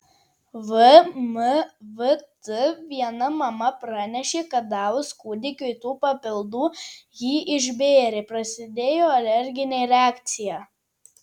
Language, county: Lithuanian, Tauragė